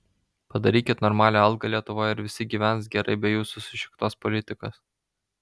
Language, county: Lithuanian, Vilnius